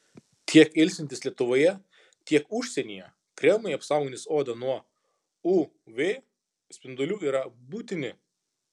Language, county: Lithuanian, Kaunas